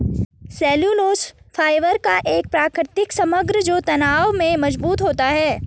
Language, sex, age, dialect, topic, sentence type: Hindi, female, 31-35, Garhwali, agriculture, statement